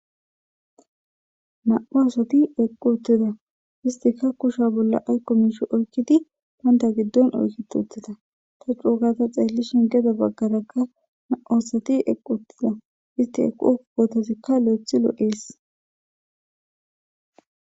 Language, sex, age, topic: Gamo, female, 18-24, government